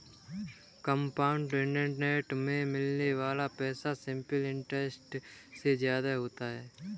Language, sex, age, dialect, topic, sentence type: Hindi, male, 18-24, Kanauji Braj Bhasha, banking, statement